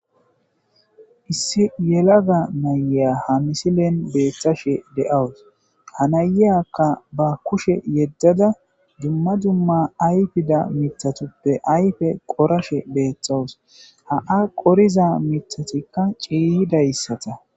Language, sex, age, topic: Gamo, male, 25-35, agriculture